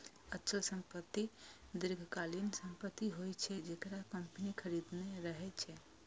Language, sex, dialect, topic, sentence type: Maithili, female, Eastern / Thethi, banking, statement